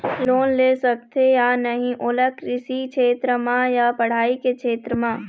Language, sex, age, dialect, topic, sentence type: Chhattisgarhi, female, 25-30, Eastern, banking, question